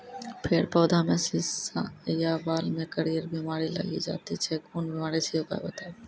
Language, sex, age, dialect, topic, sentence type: Maithili, female, 31-35, Angika, agriculture, question